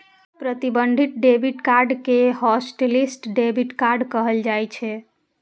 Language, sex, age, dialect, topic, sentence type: Maithili, female, 18-24, Eastern / Thethi, banking, statement